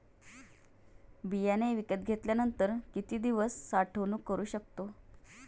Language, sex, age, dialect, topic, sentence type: Marathi, female, 36-40, Standard Marathi, agriculture, question